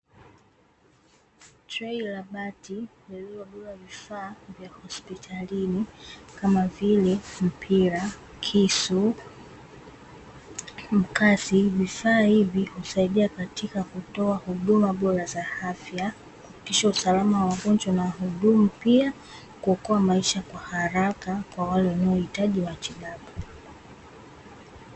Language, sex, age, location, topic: Swahili, female, 18-24, Dar es Salaam, health